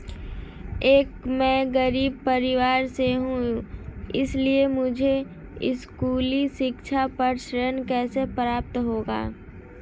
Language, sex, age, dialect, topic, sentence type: Hindi, female, 18-24, Marwari Dhudhari, banking, question